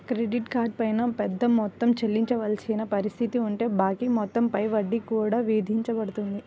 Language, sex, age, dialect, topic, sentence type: Telugu, female, 25-30, Central/Coastal, banking, statement